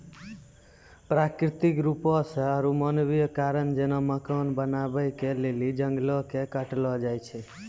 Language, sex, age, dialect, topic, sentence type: Maithili, male, 18-24, Angika, agriculture, statement